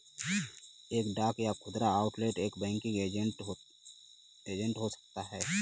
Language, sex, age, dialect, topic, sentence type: Hindi, male, 18-24, Kanauji Braj Bhasha, banking, statement